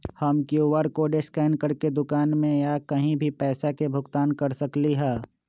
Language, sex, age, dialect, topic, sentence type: Magahi, male, 25-30, Western, banking, question